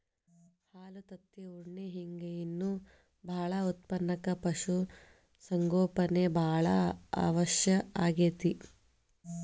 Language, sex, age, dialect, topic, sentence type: Kannada, female, 25-30, Dharwad Kannada, agriculture, statement